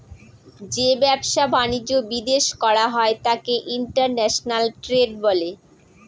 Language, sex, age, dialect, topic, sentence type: Bengali, female, 36-40, Northern/Varendri, banking, statement